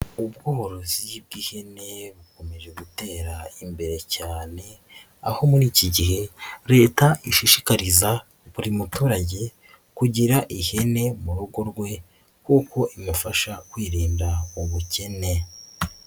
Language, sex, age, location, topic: Kinyarwanda, female, 18-24, Nyagatare, agriculture